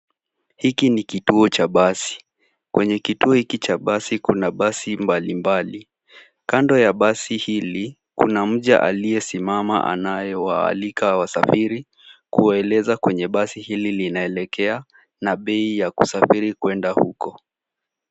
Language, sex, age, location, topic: Swahili, male, 18-24, Nairobi, government